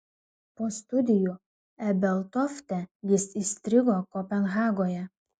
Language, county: Lithuanian, Klaipėda